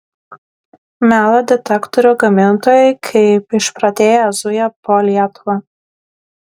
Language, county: Lithuanian, Klaipėda